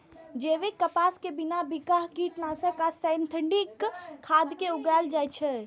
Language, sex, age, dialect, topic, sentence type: Maithili, female, 31-35, Eastern / Thethi, agriculture, statement